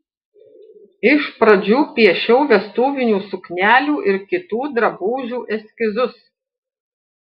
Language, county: Lithuanian, Panevėžys